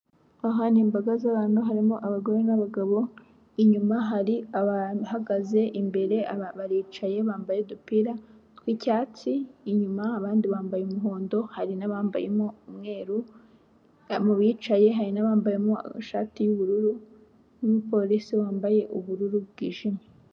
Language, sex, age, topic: Kinyarwanda, female, 18-24, government